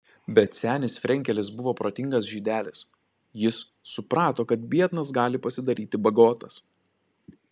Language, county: Lithuanian, Klaipėda